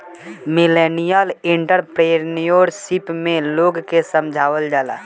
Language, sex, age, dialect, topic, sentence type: Bhojpuri, female, 51-55, Southern / Standard, banking, statement